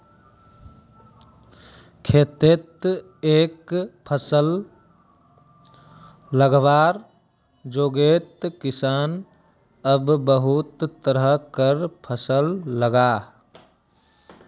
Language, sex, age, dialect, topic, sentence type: Magahi, male, 18-24, Northeastern/Surjapuri, agriculture, statement